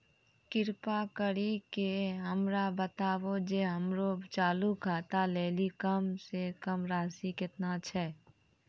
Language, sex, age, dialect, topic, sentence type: Maithili, female, 25-30, Angika, banking, statement